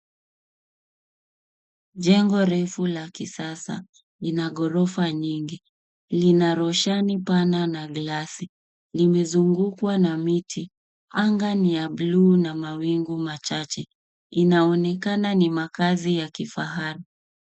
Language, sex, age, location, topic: Swahili, female, 25-35, Nairobi, finance